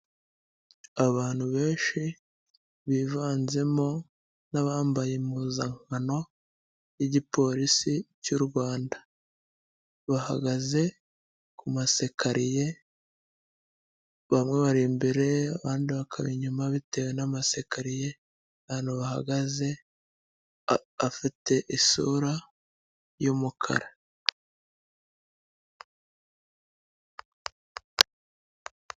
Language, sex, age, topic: Kinyarwanda, male, 25-35, health